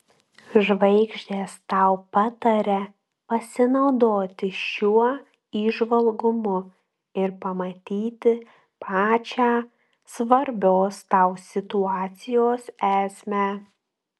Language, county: Lithuanian, Klaipėda